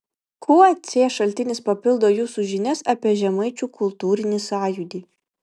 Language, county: Lithuanian, Vilnius